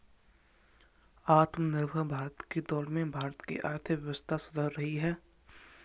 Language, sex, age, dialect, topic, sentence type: Hindi, male, 51-55, Kanauji Braj Bhasha, banking, statement